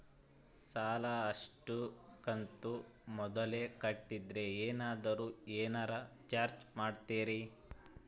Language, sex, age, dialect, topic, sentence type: Kannada, male, 25-30, Central, banking, question